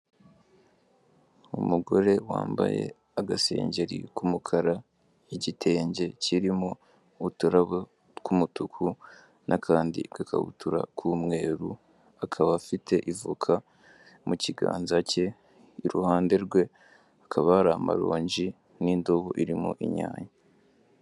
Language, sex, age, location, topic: Kinyarwanda, male, 18-24, Kigali, finance